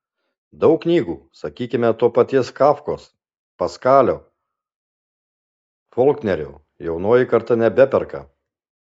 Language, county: Lithuanian, Alytus